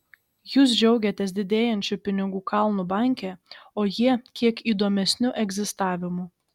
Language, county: Lithuanian, Šiauliai